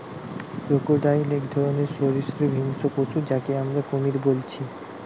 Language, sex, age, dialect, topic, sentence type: Bengali, male, 18-24, Western, agriculture, statement